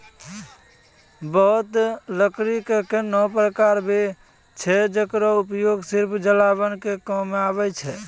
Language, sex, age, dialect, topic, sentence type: Maithili, male, 25-30, Angika, agriculture, statement